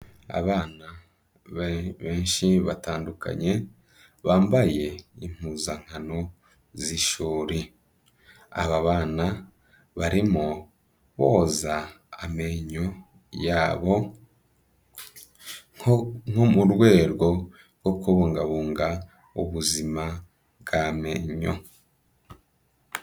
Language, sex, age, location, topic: Kinyarwanda, male, 25-35, Kigali, health